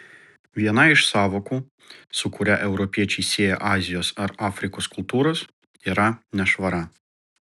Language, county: Lithuanian, Vilnius